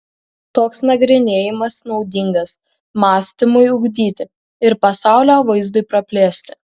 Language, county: Lithuanian, Kaunas